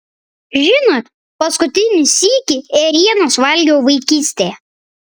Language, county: Lithuanian, Vilnius